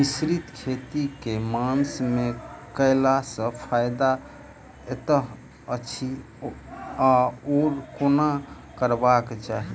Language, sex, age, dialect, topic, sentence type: Maithili, male, 31-35, Southern/Standard, agriculture, question